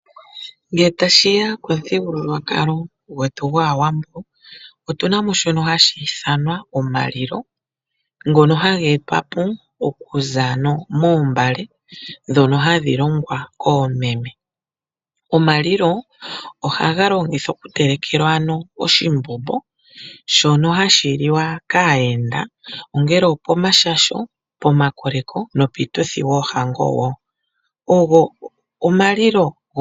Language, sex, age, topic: Oshiwambo, female, 25-35, agriculture